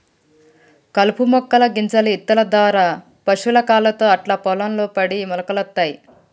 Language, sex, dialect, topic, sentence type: Telugu, female, Telangana, agriculture, statement